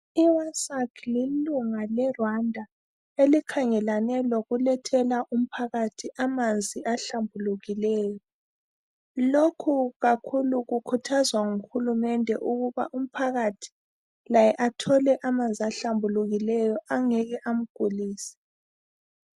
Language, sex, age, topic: North Ndebele, female, 25-35, health